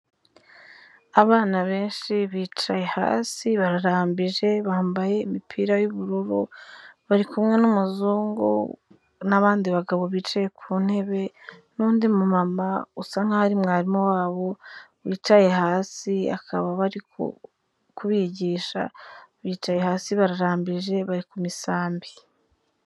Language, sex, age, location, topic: Kinyarwanda, female, 25-35, Kigali, health